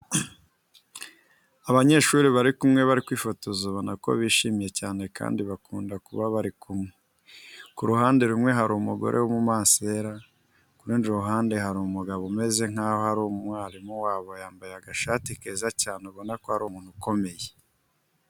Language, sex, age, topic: Kinyarwanda, male, 25-35, education